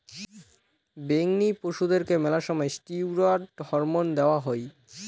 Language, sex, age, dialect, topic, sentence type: Bengali, male, <18, Rajbangshi, agriculture, statement